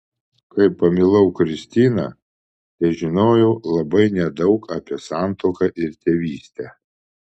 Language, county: Lithuanian, Vilnius